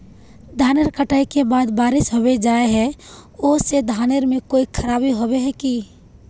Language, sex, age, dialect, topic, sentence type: Magahi, female, 18-24, Northeastern/Surjapuri, agriculture, question